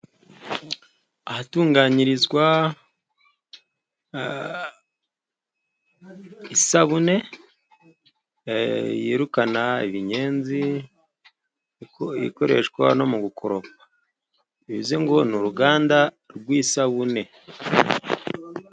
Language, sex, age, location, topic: Kinyarwanda, male, 25-35, Musanze, finance